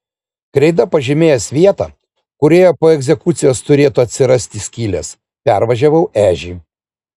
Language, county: Lithuanian, Vilnius